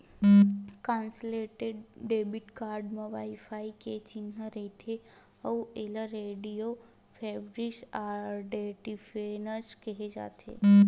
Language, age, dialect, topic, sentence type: Chhattisgarhi, 18-24, Western/Budati/Khatahi, banking, statement